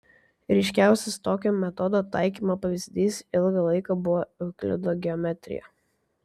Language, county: Lithuanian, Vilnius